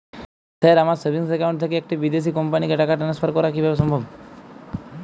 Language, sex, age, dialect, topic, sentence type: Bengali, female, 41-45, Jharkhandi, banking, question